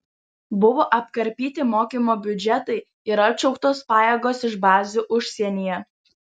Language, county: Lithuanian, Vilnius